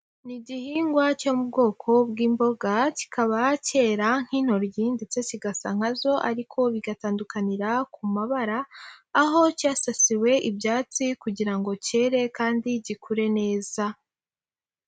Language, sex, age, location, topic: Kinyarwanda, female, 18-24, Huye, agriculture